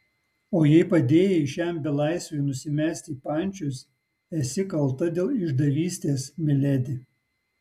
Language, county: Lithuanian, Utena